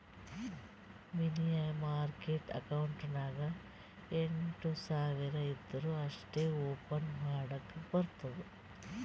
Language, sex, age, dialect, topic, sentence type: Kannada, female, 46-50, Northeastern, banking, statement